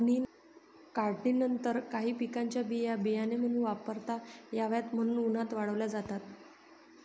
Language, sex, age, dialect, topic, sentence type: Marathi, female, 56-60, Northern Konkan, agriculture, statement